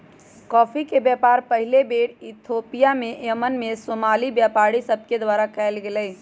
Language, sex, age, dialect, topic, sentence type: Magahi, male, 18-24, Western, agriculture, statement